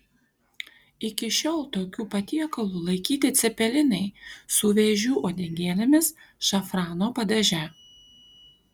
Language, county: Lithuanian, Kaunas